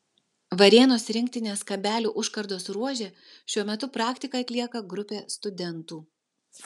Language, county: Lithuanian, Vilnius